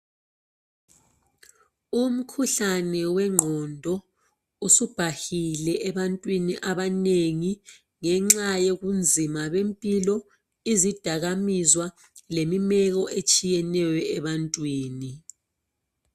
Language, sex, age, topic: North Ndebele, female, 36-49, health